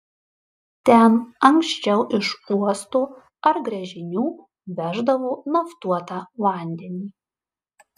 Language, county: Lithuanian, Marijampolė